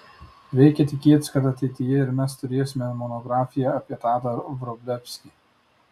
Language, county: Lithuanian, Tauragė